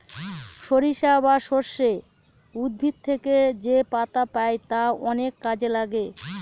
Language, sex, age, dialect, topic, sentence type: Bengali, female, 41-45, Northern/Varendri, agriculture, statement